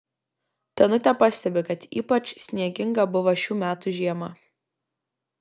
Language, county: Lithuanian, Kaunas